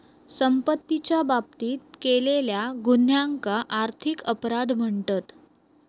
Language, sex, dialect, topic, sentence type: Marathi, female, Southern Konkan, banking, statement